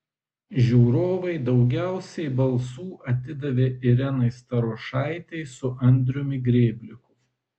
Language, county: Lithuanian, Vilnius